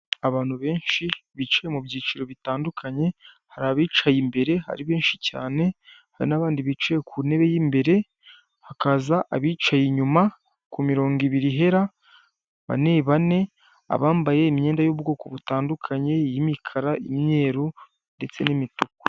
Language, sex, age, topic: Kinyarwanda, male, 18-24, government